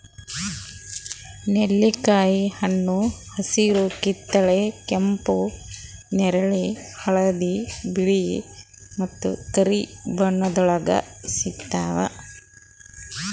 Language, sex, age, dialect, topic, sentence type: Kannada, female, 41-45, Northeastern, agriculture, statement